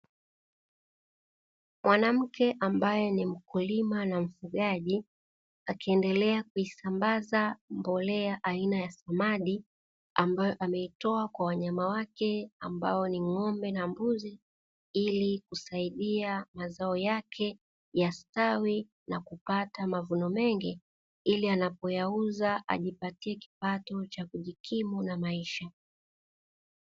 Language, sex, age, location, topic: Swahili, female, 36-49, Dar es Salaam, health